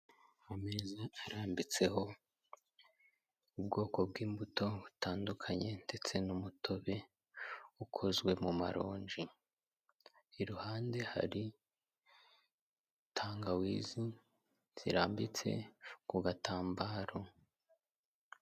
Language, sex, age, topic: Kinyarwanda, male, 25-35, health